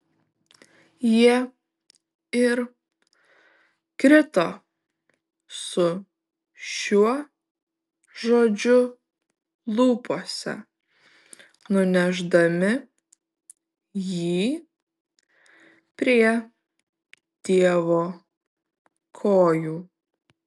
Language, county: Lithuanian, Šiauliai